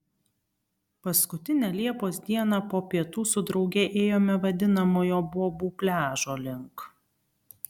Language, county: Lithuanian, Kaunas